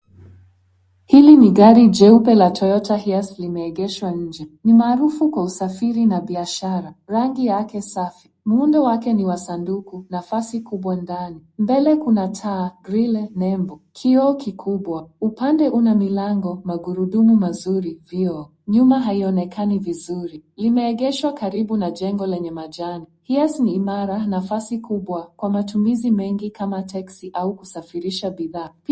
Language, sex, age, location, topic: Swahili, female, 18-24, Nairobi, finance